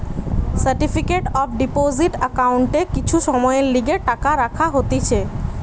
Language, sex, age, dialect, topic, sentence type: Bengali, female, 18-24, Western, banking, statement